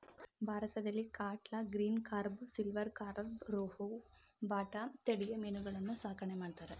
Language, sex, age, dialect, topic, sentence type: Kannada, male, 31-35, Mysore Kannada, agriculture, statement